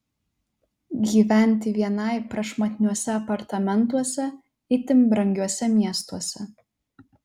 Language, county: Lithuanian, Telšiai